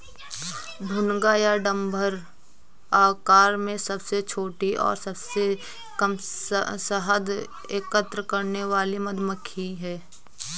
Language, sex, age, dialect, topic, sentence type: Hindi, female, 18-24, Awadhi Bundeli, agriculture, statement